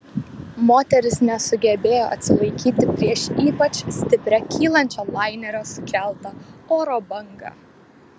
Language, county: Lithuanian, Vilnius